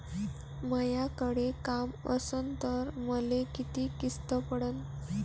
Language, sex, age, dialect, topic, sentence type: Marathi, female, 18-24, Varhadi, banking, question